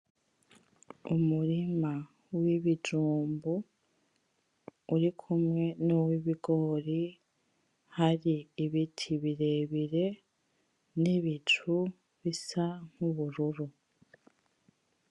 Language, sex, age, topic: Rundi, female, 25-35, agriculture